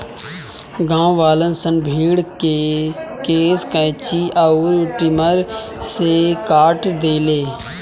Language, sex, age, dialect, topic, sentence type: Bhojpuri, male, 18-24, Southern / Standard, agriculture, statement